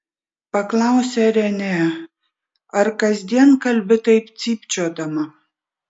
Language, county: Lithuanian, Vilnius